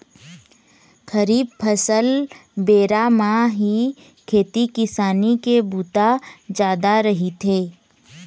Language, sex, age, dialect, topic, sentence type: Chhattisgarhi, female, 25-30, Eastern, agriculture, statement